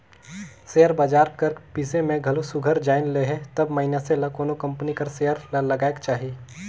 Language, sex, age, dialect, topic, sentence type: Chhattisgarhi, male, 18-24, Northern/Bhandar, banking, statement